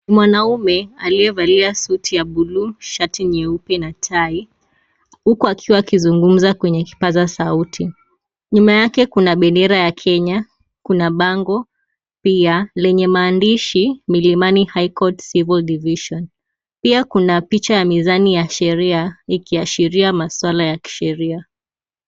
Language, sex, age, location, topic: Swahili, female, 18-24, Kisii, government